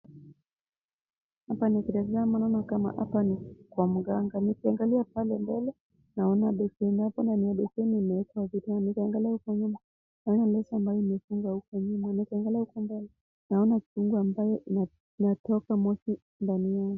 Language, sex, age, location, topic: Swahili, female, 25-35, Kisumu, health